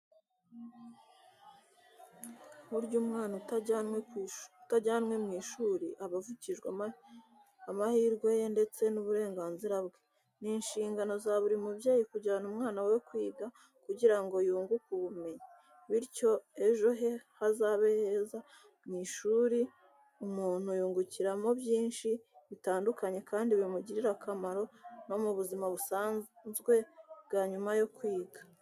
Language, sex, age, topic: Kinyarwanda, female, 36-49, education